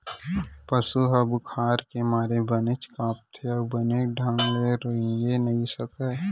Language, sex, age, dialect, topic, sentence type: Chhattisgarhi, male, 18-24, Central, agriculture, statement